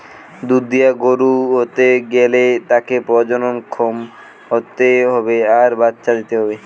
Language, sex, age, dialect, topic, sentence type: Bengali, male, 18-24, Western, agriculture, statement